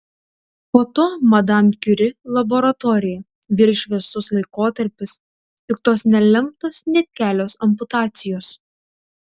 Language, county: Lithuanian, Tauragė